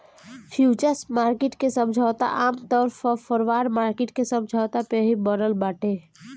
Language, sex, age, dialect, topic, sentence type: Bhojpuri, male, 18-24, Northern, banking, statement